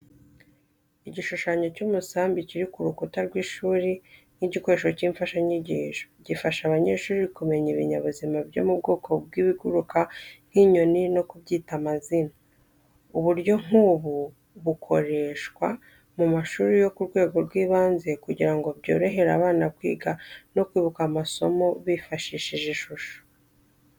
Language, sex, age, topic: Kinyarwanda, female, 25-35, education